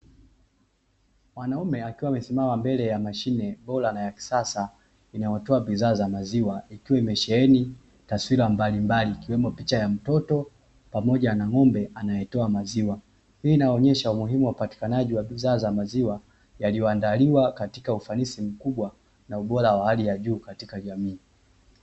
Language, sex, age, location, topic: Swahili, male, 25-35, Dar es Salaam, finance